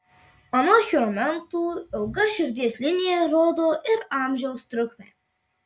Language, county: Lithuanian, Marijampolė